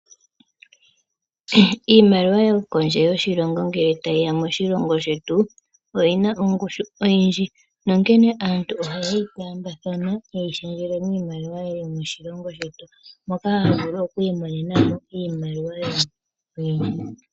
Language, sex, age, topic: Oshiwambo, female, 25-35, finance